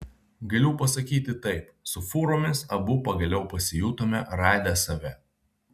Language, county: Lithuanian, Vilnius